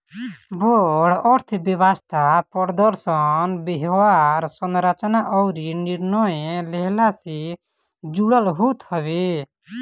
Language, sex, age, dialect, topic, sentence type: Bhojpuri, male, 18-24, Northern, banking, statement